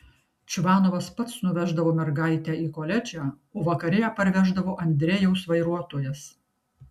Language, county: Lithuanian, Kaunas